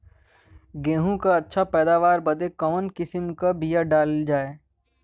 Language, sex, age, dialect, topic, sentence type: Bhojpuri, male, 18-24, Western, agriculture, question